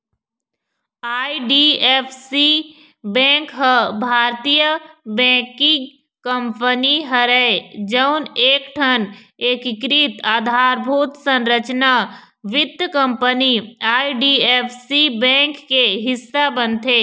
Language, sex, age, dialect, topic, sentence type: Chhattisgarhi, female, 41-45, Eastern, banking, statement